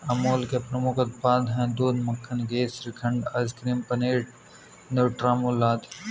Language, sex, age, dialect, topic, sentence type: Hindi, male, 18-24, Kanauji Braj Bhasha, agriculture, statement